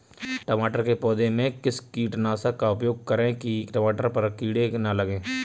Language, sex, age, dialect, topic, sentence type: Hindi, male, 25-30, Kanauji Braj Bhasha, agriculture, question